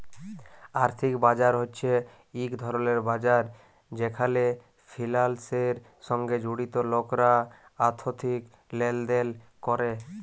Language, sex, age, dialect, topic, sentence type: Bengali, male, 18-24, Jharkhandi, banking, statement